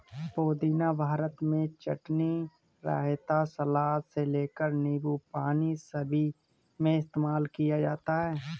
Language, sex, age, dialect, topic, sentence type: Hindi, male, 18-24, Marwari Dhudhari, agriculture, statement